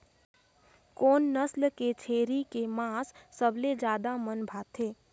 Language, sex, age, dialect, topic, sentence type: Chhattisgarhi, female, 18-24, Northern/Bhandar, agriculture, statement